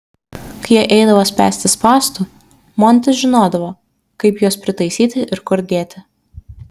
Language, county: Lithuanian, Šiauliai